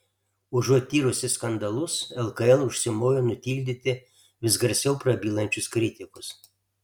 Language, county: Lithuanian, Alytus